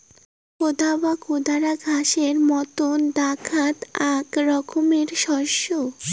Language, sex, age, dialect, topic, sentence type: Bengali, female, <18, Rajbangshi, agriculture, statement